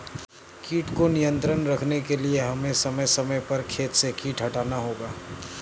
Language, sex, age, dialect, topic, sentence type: Hindi, male, 31-35, Awadhi Bundeli, agriculture, statement